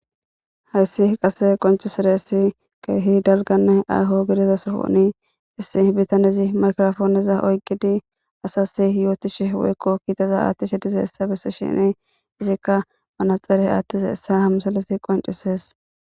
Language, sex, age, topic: Gamo, female, 25-35, government